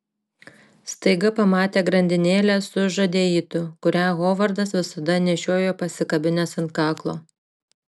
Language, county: Lithuanian, Šiauliai